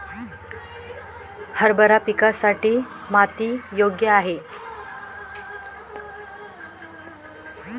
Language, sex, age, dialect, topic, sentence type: Marathi, female, 18-24, Standard Marathi, agriculture, question